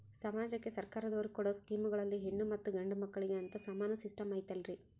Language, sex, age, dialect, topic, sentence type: Kannada, female, 18-24, Central, banking, question